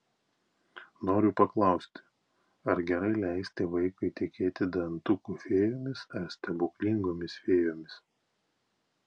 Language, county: Lithuanian, Klaipėda